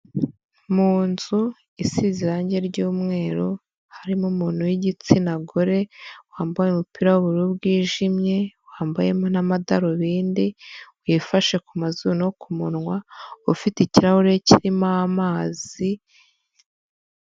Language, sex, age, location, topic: Kinyarwanda, female, 25-35, Huye, health